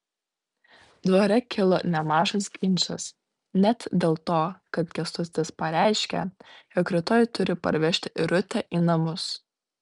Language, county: Lithuanian, Vilnius